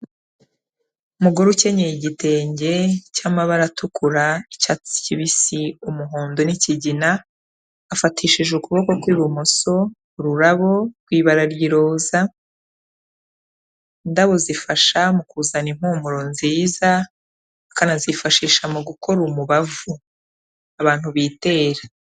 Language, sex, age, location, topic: Kinyarwanda, female, 36-49, Kigali, health